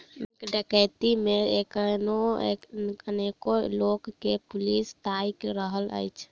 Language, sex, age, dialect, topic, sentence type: Maithili, female, 25-30, Southern/Standard, banking, statement